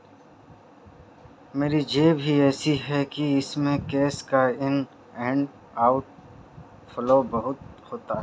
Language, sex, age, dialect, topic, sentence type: Hindi, female, 56-60, Marwari Dhudhari, banking, statement